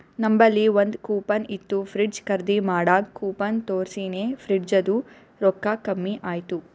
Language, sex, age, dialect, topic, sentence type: Kannada, female, 18-24, Northeastern, banking, statement